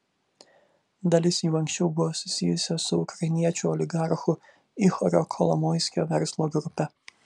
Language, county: Lithuanian, Vilnius